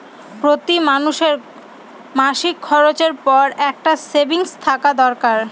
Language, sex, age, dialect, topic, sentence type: Bengali, female, 25-30, Northern/Varendri, banking, statement